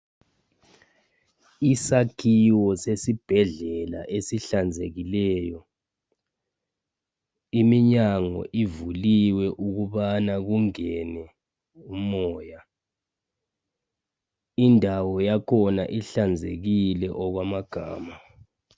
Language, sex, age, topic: North Ndebele, male, 25-35, health